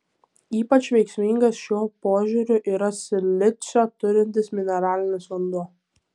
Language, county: Lithuanian, Kaunas